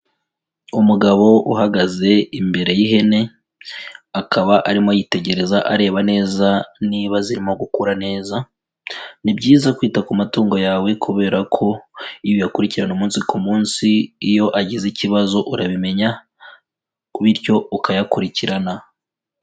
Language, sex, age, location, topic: Kinyarwanda, female, 25-35, Kigali, agriculture